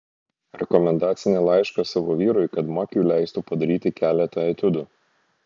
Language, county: Lithuanian, Šiauliai